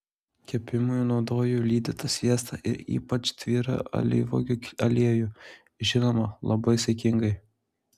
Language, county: Lithuanian, Klaipėda